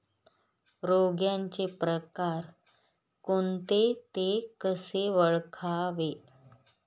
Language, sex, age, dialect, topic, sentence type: Marathi, female, 31-35, Northern Konkan, agriculture, question